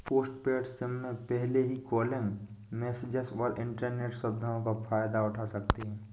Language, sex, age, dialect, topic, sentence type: Hindi, male, 18-24, Awadhi Bundeli, banking, statement